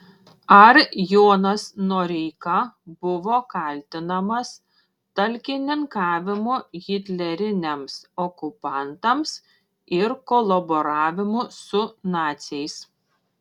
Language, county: Lithuanian, Šiauliai